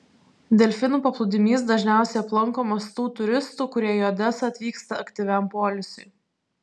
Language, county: Lithuanian, Vilnius